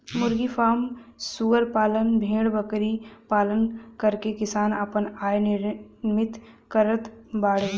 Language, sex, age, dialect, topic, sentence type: Bhojpuri, female, 18-24, Western, agriculture, statement